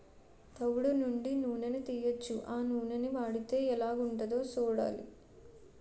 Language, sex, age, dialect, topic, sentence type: Telugu, female, 18-24, Utterandhra, agriculture, statement